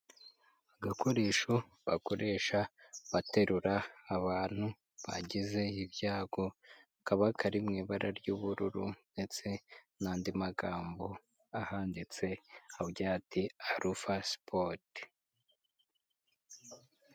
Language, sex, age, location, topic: Kinyarwanda, male, 18-24, Huye, health